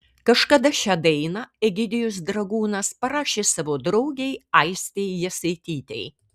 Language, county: Lithuanian, Kaunas